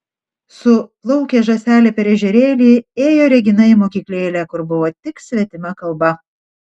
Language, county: Lithuanian, Šiauliai